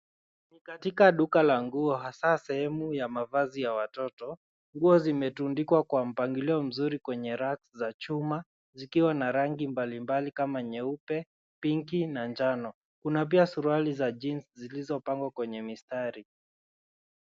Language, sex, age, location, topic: Swahili, male, 25-35, Nairobi, finance